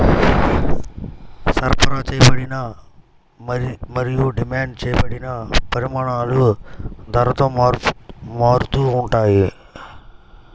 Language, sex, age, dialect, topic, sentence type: Telugu, male, 18-24, Central/Coastal, banking, statement